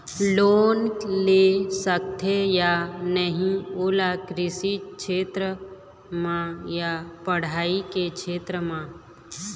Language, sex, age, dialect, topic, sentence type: Chhattisgarhi, female, 25-30, Eastern, banking, question